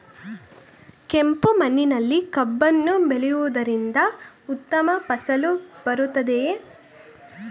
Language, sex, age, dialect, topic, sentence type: Kannada, female, 18-24, Mysore Kannada, agriculture, question